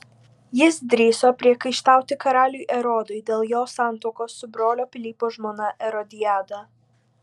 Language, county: Lithuanian, Vilnius